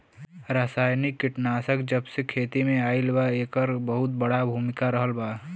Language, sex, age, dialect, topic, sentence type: Bhojpuri, male, 25-30, Western, agriculture, statement